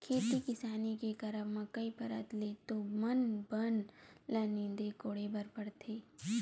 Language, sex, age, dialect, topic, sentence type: Chhattisgarhi, female, 18-24, Western/Budati/Khatahi, agriculture, statement